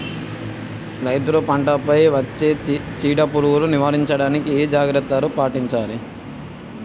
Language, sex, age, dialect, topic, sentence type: Telugu, male, 18-24, Telangana, agriculture, question